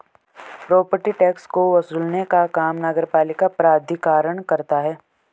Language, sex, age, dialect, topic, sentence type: Hindi, male, 18-24, Garhwali, banking, statement